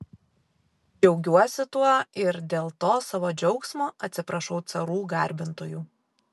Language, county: Lithuanian, Vilnius